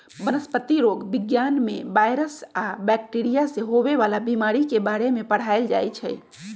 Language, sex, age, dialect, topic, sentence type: Magahi, female, 46-50, Western, agriculture, statement